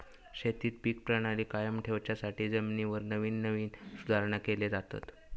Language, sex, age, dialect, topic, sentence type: Marathi, male, 18-24, Southern Konkan, agriculture, statement